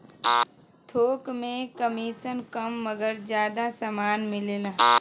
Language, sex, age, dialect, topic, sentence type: Bhojpuri, male, 18-24, Western, banking, statement